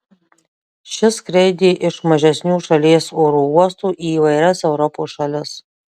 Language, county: Lithuanian, Marijampolė